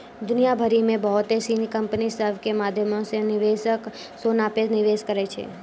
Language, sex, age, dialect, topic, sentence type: Maithili, female, 18-24, Angika, banking, statement